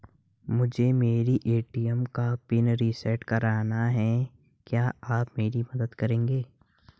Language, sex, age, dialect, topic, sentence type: Hindi, male, 18-24, Hindustani Malvi Khadi Boli, banking, question